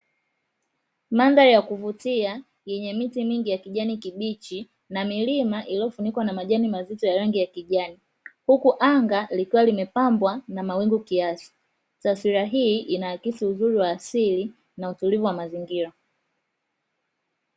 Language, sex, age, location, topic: Swahili, female, 18-24, Dar es Salaam, agriculture